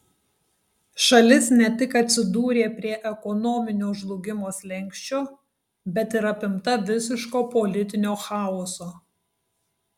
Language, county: Lithuanian, Tauragė